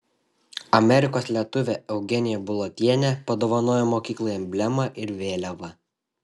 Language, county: Lithuanian, Šiauliai